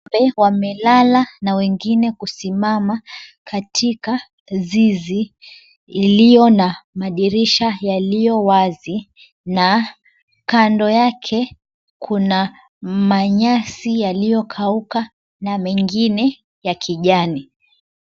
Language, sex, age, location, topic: Swahili, female, 25-35, Mombasa, agriculture